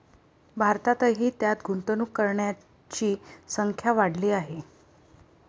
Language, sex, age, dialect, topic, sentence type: Marathi, female, 18-24, Varhadi, banking, statement